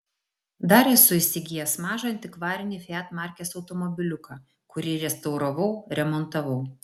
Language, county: Lithuanian, Vilnius